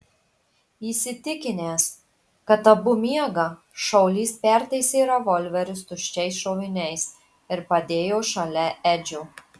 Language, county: Lithuanian, Marijampolė